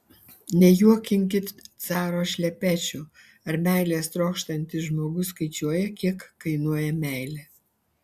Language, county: Lithuanian, Alytus